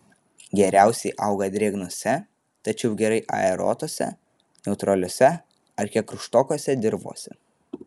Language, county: Lithuanian, Vilnius